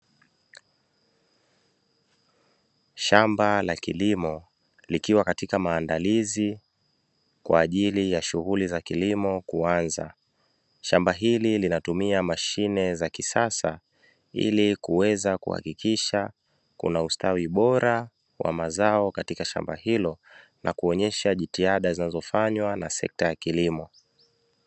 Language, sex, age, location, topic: Swahili, male, 25-35, Dar es Salaam, agriculture